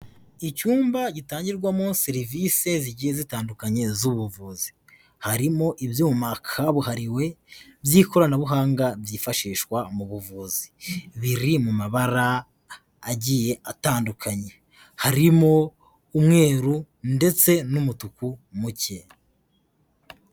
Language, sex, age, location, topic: Kinyarwanda, male, 18-24, Kigali, health